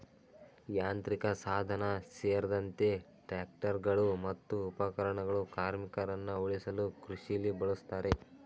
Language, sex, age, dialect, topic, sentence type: Kannada, male, 18-24, Mysore Kannada, agriculture, statement